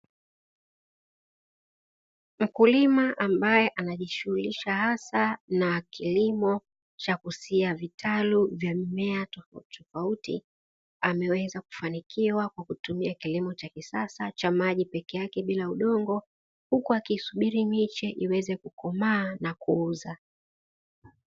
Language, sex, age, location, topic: Swahili, female, 18-24, Dar es Salaam, agriculture